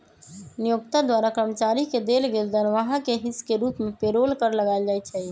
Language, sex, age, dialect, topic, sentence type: Magahi, male, 25-30, Western, banking, statement